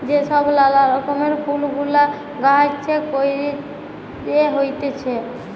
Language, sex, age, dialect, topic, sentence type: Bengali, female, 18-24, Jharkhandi, agriculture, statement